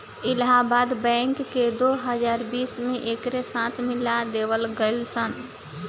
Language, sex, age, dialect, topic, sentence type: Bhojpuri, female, 51-55, Southern / Standard, banking, statement